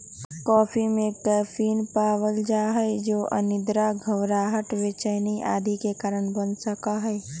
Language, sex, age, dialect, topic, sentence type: Magahi, female, 18-24, Western, agriculture, statement